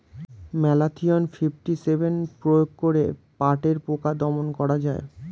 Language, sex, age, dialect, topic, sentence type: Bengali, male, 18-24, Standard Colloquial, agriculture, question